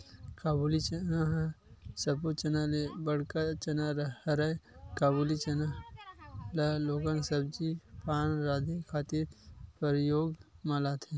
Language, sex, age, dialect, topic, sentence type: Chhattisgarhi, male, 25-30, Western/Budati/Khatahi, agriculture, statement